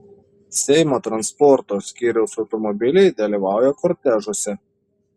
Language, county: Lithuanian, Šiauliai